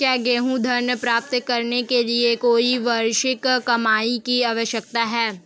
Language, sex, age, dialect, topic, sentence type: Hindi, female, 18-24, Marwari Dhudhari, banking, question